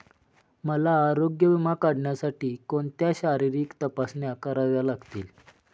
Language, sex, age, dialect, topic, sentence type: Marathi, male, 25-30, Standard Marathi, banking, question